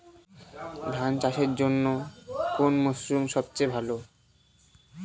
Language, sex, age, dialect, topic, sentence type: Bengali, male, <18, Northern/Varendri, agriculture, question